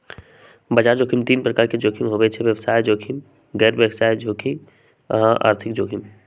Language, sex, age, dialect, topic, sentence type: Magahi, male, 18-24, Western, banking, statement